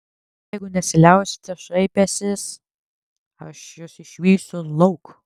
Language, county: Lithuanian, Tauragė